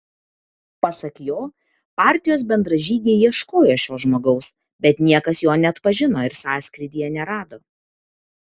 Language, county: Lithuanian, Kaunas